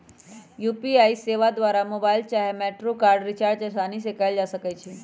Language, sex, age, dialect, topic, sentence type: Magahi, female, 36-40, Western, banking, statement